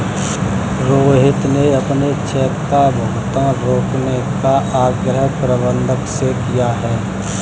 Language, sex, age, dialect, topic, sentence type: Hindi, male, 25-30, Kanauji Braj Bhasha, banking, statement